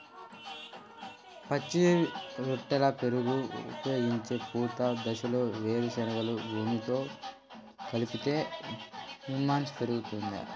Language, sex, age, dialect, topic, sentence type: Telugu, male, 18-24, Central/Coastal, agriculture, question